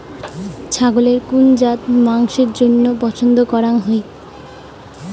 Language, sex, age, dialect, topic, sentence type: Bengali, female, 18-24, Rajbangshi, agriculture, statement